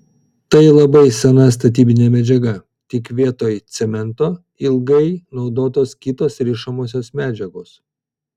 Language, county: Lithuanian, Vilnius